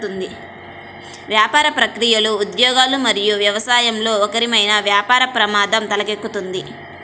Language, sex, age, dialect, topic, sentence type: Telugu, female, 18-24, Central/Coastal, banking, statement